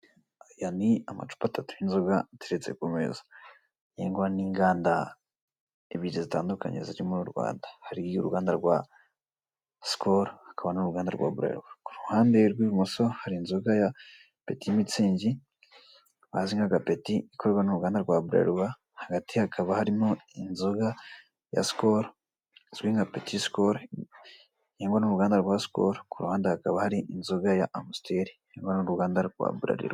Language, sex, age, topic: Kinyarwanda, male, 18-24, finance